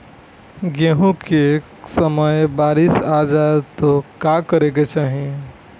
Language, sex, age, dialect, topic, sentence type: Bhojpuri, male, 18-24, Northern, agriculture, question